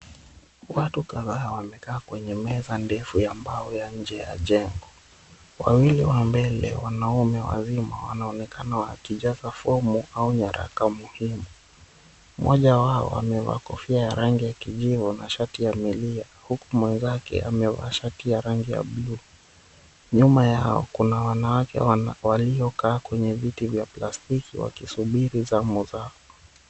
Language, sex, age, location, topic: Swahili, male, 25-35, Mombasa, government